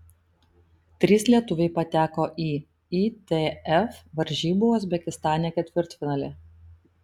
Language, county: Lithuanian, Vilnius